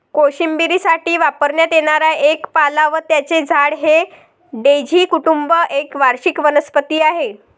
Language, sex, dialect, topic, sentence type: Marathi, female, Varhadi, agriculture, statement